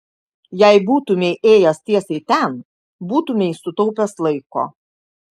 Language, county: Lithuanian, Kaunas